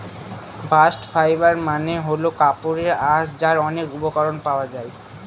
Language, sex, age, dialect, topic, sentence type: Bengali, male, <18, Northern/Varendri, agriculture, statement